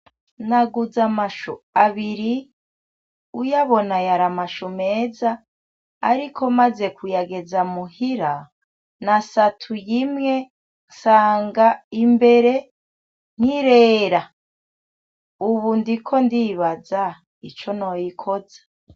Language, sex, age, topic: Rundi, female, 25-35, agriculture